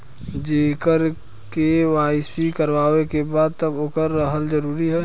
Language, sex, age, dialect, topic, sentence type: Bhojpuri, male, 25-30, Western, banking, question